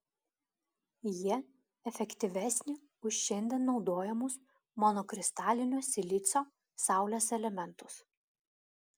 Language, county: Lithuanian, Klaipėda